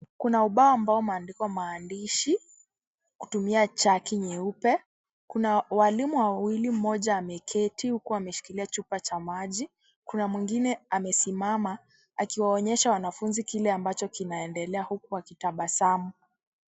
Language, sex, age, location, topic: Swahili, female, 18-24, Kisii, health